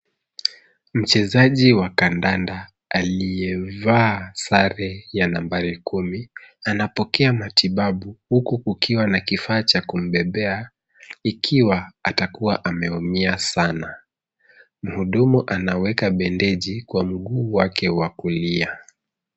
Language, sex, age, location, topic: Swahili, male, 36-49, Nairobi, health